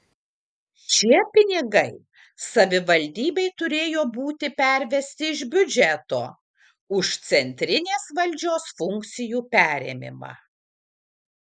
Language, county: Lithuanian, Kaunas